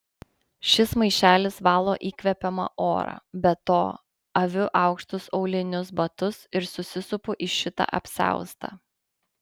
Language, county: Lithuanian, Panevėžys